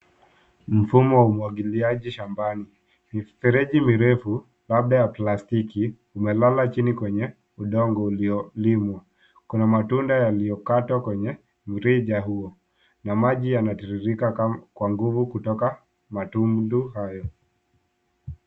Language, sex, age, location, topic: Swahili, male, 18-24, Nairobi, agriculture